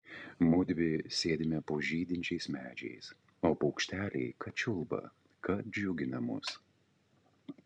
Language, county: Lithuanian, Utena